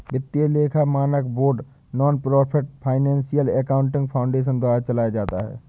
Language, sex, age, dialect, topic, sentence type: Hindi, male, 25-30, Awadhi Bundeli, banking, statement